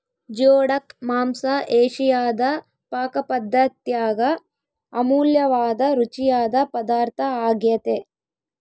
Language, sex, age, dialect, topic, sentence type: Kannada, female, 18-24, Central, agriculture, statement